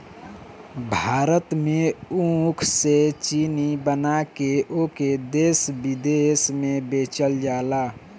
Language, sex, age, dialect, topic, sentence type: Bhojpuri, male, <18, Northern, agriculture, statement